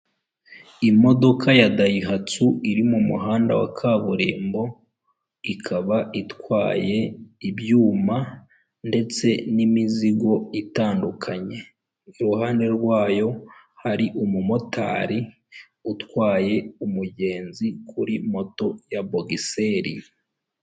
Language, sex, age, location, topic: Kinyarwanda, male, 25-35, Huye, government